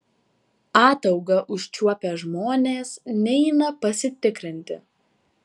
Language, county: Lithuanian, Vilnius